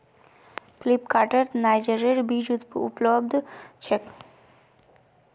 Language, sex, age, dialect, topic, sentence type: Magahi, female, 31-35, Northeastern/Surjapuri, agriculture, statement